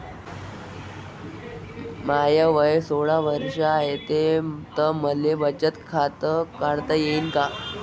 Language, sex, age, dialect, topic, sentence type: Marathi, male, 18-24, Varhadi, banking, question